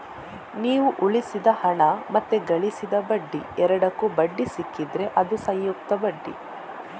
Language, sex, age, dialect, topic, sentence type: Kannada, female, 41-45, Coastal/Dakshin, banking, statement